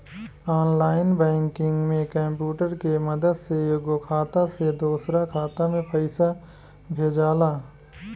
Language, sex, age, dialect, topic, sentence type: Bhojpuri, male, 25-30, Southern / Standard, banking, statement